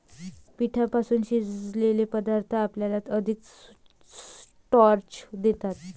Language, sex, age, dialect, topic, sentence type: Marathi, female, 25-30, Varhadi, agriculture, statement